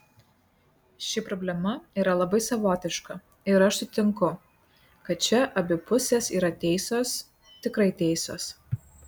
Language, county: Lithuanian, Kaunas